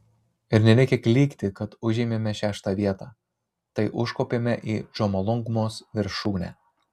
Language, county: Lithuanian, Marijampolė